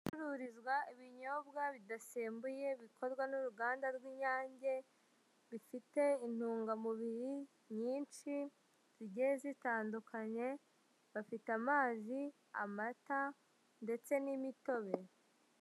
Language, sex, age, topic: Kinyarwanda, male, 18-24, finance